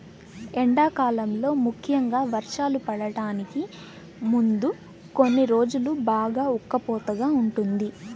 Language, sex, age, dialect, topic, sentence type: Telugu, female, 18-24, Central/Coastal, agriculture, statement